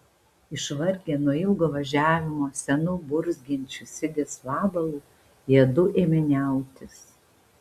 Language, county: Lithuanian, Panevėžys